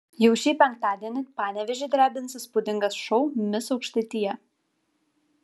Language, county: Lithuanian, Kaunas